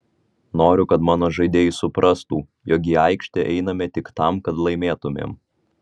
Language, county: Lithuanian, Vilnius